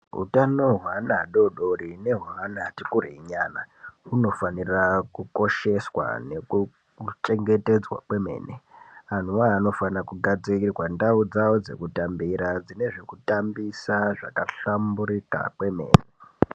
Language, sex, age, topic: Ndau, male, 18-24, health